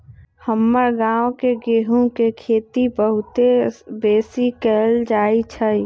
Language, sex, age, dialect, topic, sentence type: Magahi, male, 25-30, Western, agriculture, statement